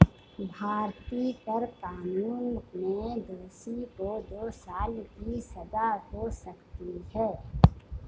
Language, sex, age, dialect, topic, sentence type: Hindi, female, 51-55, Marwari Dhudhari, banking, statement